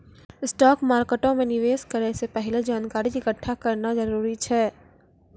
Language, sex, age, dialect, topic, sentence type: Maithili, female, 46-50, Angika, banking, statement